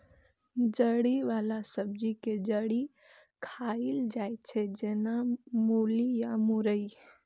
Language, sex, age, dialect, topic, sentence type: Maithili, female, 18-24, Eastern / Thethi, agriculture, statement